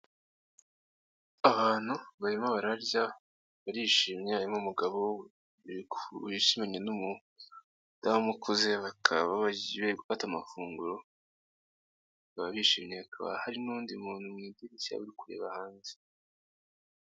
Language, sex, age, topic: Kinyarwanda, male, 18-24, finance